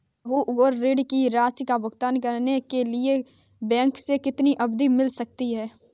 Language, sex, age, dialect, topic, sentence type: Hindi, female, 18-24, Kanauji Braj Bhasha, banking, question